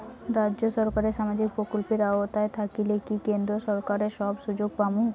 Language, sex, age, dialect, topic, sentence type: Bengali, female, 18-24, Rajbangshi, banking, question